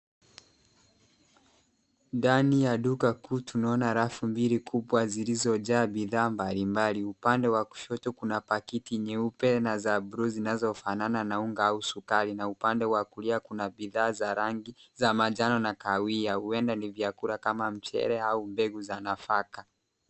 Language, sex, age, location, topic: Swahili, male, 18-24, Nairobi, finance